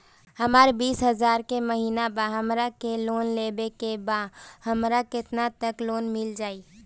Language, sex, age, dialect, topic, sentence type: Bhojpuri, female, 18-24, Northern, banking, question